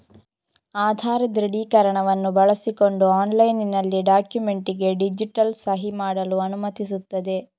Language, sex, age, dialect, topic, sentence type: Kannada, female, 25-30, Coastal/Dakshin, banking, statement